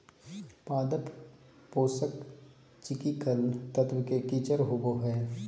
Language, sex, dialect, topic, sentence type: Magahi, male, Southern, agriculture, statement